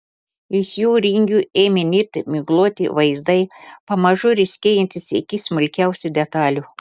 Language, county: Lithuanian, Telšiai